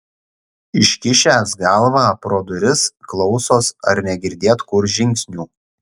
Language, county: Lithuanian, Šiauliai